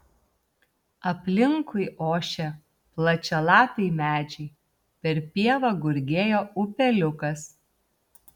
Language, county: Lithuanian, Telšiai